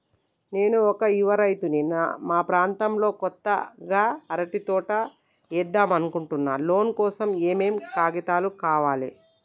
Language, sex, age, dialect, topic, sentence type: Telugu, male, 31-35, Telangana, banking, question